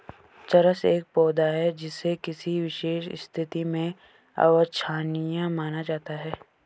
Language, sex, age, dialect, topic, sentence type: Hindi, male, 18-24, Marwari Dhudhari, agriculture, statement